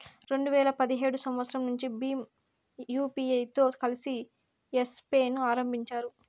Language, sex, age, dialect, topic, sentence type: Telugu, female, 60-100, Southern, banking, statement